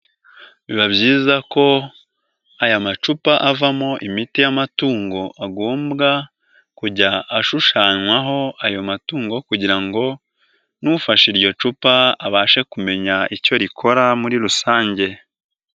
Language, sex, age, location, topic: Kinyarwanda, male, 18-24, Nyagatare, agriculture